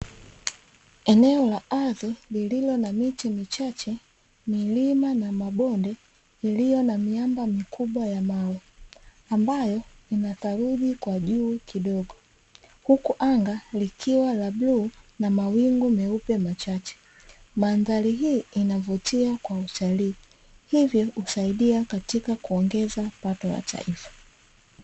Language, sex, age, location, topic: Swahili, female, 25-35, Dar es Salaam, agriculture